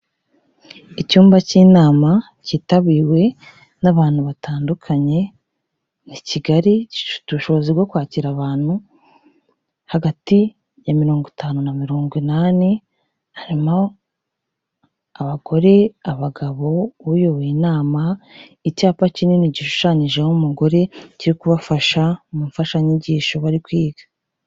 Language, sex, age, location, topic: Kinyarwanda, female, 25-35, Kigali, health